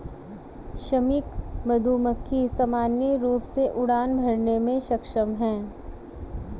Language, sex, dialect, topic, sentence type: Hindi, female, Hindustani Malvi Khadi Boli, agriculture, statement